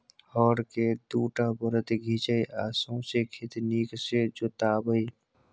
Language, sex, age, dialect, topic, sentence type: Maithili, male, 18-24, Bajjika, agriculture, statement